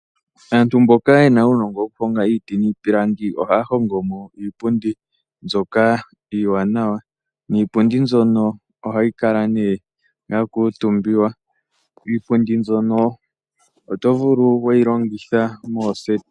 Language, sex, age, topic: Oshiwambo, male, 18-24, finance